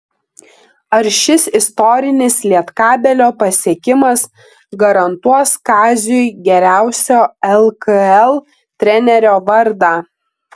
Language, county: Lithuanian, Klaipėda